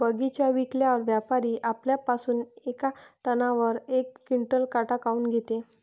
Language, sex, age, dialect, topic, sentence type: Marathi, female, 18-24, Varhadi, agriculture, question